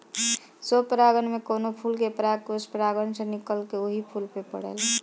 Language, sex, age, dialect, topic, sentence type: Bhojpuri, female, 31-35, Northern, agriculture, statement